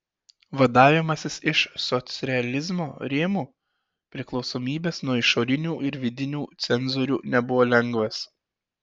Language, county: Lithuanian, Šiauliai